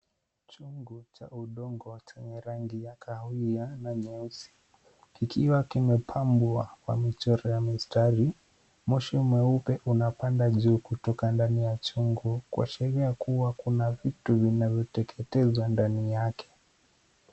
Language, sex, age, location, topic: Swahili, male, 18-24, Kisumu, health